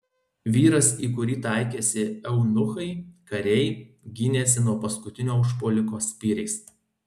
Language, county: Lithuanian, Alytus